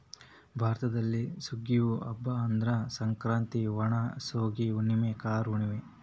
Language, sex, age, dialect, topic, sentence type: Kannada, male, 18-24, Dharwad Kannada, agriculture, statement